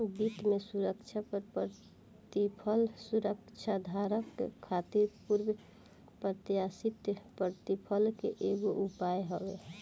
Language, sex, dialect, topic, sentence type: Bhojpuri, female, Northern, banking, statement